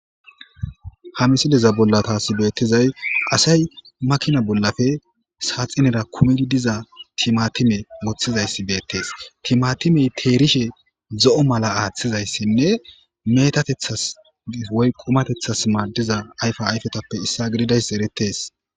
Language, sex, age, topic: Gamo, male, 25-35, agriculture